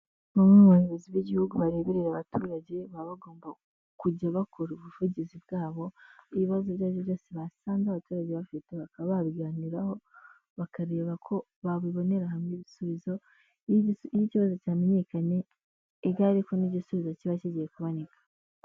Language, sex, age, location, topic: Kinyarwanda, female, 18-24, Huye, government